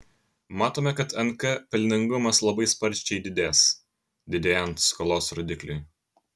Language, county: Lithuanian, Kaunas